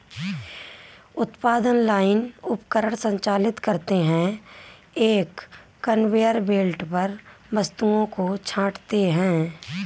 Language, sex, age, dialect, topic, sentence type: Hindi, female, 18-24, Marwari Dhudhari, agriculture, statement